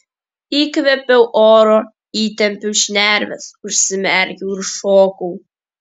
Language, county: Lithuanian, Kaunas